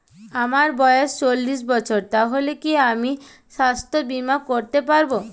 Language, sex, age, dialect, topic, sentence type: Bengali, female, 18-24, Jharkhandi, banking, question